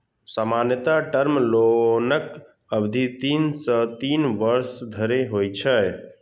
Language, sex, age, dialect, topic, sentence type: Maithili, male, 60-100, Eastern / Thethi, banking, statement